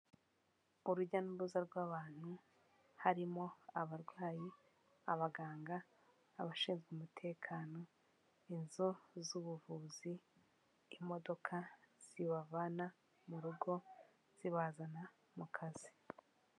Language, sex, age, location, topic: Kinyarwanda, female, 25-35, Kigali, health